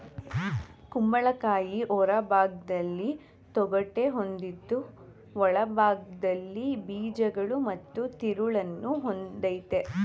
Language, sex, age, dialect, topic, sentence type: Kannada, female, 18-24, Mysore Kannada, agriculture, statement